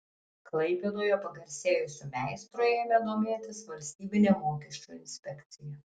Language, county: Lithuanian, Tauragė